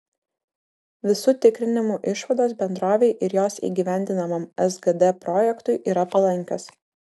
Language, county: Lithuanian, Vilnius